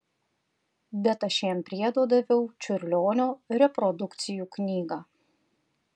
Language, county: Lithuanian, Panevėžys